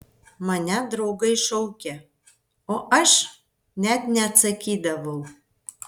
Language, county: Lithuanian, Vilnius